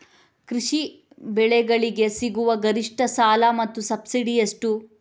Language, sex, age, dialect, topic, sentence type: Kannada, female, 18-24, Coastal/Dakshin, agriculture, question